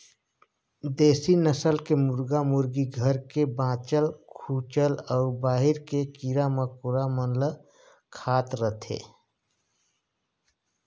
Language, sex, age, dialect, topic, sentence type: Chhattisgarhi, male, 46-50, Northern/Bhandar, agriculture, statement